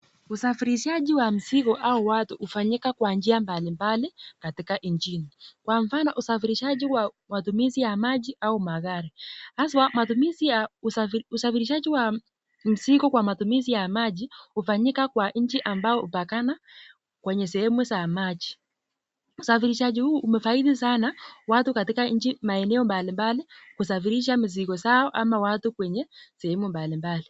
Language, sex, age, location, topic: Swahili, female, 18-24, Nakuru, education